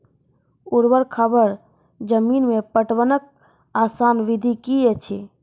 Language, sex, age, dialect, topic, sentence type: Maithili, female, 51-55, Angika, agriculture, question